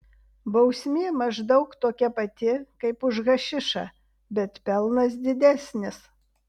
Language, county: Lithuanian, Vilnius